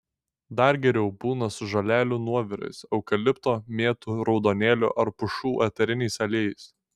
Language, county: Lithuanian, Šiauliai